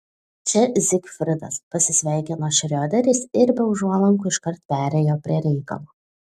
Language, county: Lithuanian, Šiauliai